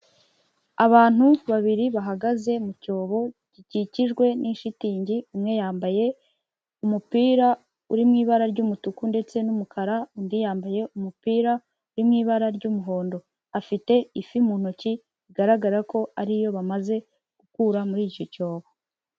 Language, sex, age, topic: Kinyarwanda, female, 18-24, agriculture